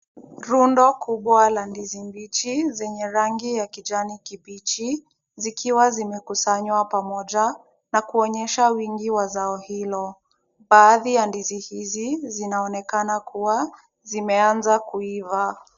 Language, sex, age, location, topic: Swahili, female, 36-49, Kisumu, agriculture